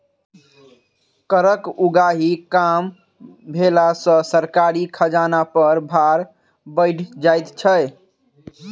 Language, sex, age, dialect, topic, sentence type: Maithili, male, 18-24, Southern/Standard, banking, statement